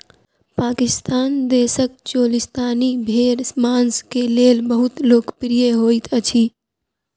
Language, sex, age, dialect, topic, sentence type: Maithili, female, 41-45, Southern/Standard, agriculture, statement